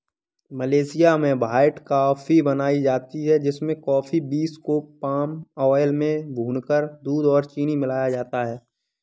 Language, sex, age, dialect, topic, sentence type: Hindi, male, 18-24, Kanauji Braj Bhasha, agriculture, statement